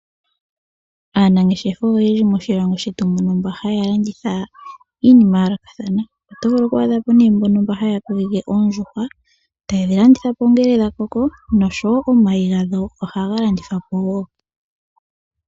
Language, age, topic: Oshiwambo, 18-24, agriculture